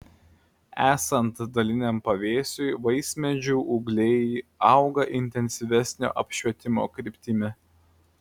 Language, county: Lithuanian, Klaipėda